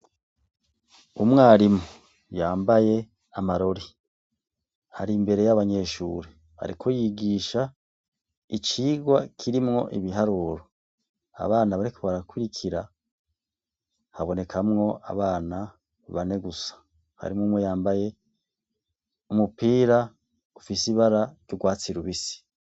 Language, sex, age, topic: Rundi, male, 36-49, education